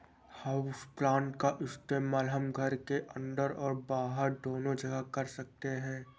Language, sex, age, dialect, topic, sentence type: Hindi, male, 46-50, Awadhi Bundeli, agriculture, statement